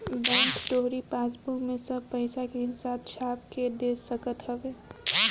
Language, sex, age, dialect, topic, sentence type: Bhojpuri, female, 18-24, Northern, banking, statement